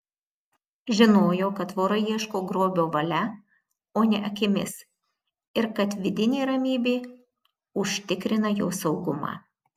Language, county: Lithuanian, Marijampolė